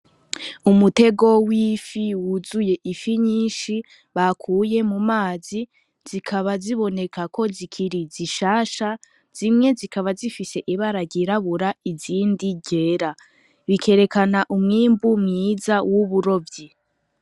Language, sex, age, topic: Rundi, female, 18-24, agriculture